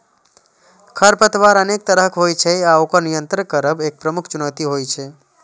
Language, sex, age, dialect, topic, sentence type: Maithili, male, 25-30, Eastern / Thethi, agriculture, statement